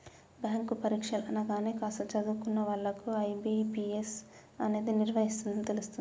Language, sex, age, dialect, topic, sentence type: Telugu, male, 25-30, Telangana, banking, statement